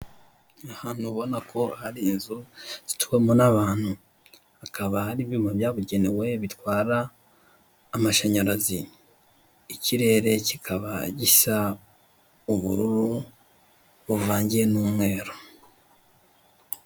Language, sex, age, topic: Kinyarwanda, male, 18-24, government